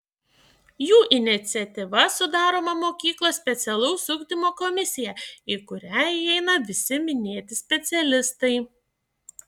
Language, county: Lithuanian, Šiauliai